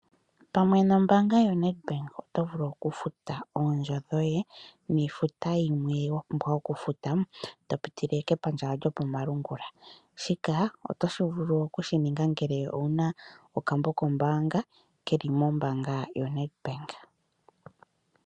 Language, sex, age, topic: Oshiwambo, female, 25-35, finance